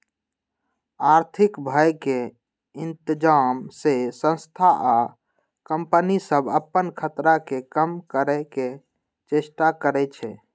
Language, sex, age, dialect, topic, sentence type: Magahi, male, 18-24, Western, banking, statement